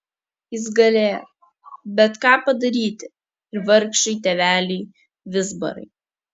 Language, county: Lithuanian, Kaunas